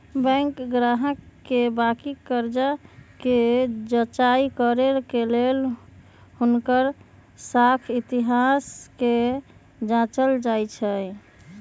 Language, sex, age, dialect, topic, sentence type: Magahi, male, 18-24, Western, banking, statement